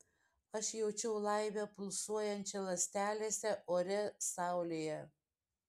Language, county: Lithuanian, Šiauliai